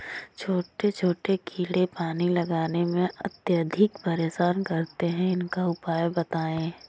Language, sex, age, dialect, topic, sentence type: Hindi, female, 25-30, Awadhi Bundeli, agriculture, question